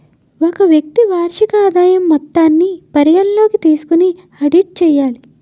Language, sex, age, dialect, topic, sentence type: Telugu, female, 18-24, Utterandhra, banking, statement